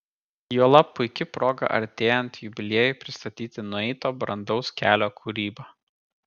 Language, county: Lithuanian, Kaunas